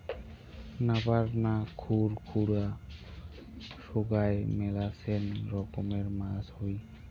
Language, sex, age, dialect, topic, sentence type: Bengali, male, 60-100, Rajbangshi, agriculture, statement